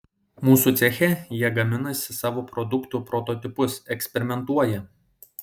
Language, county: Lithuanian, Šiauliai